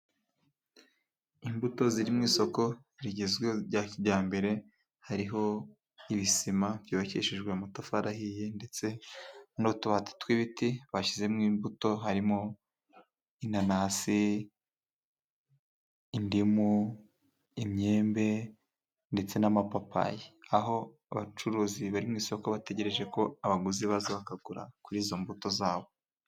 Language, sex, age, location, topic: Kinyarwanda, male, 25-35, Musanze, finance